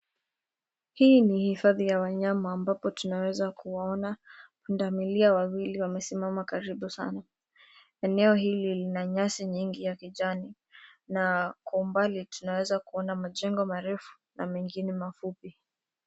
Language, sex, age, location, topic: Swahili, female, 18-24, Nairobi, government